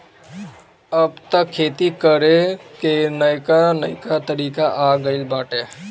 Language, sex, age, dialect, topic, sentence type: Bhojpuri, male, 25-30, Northern, agriculture, statement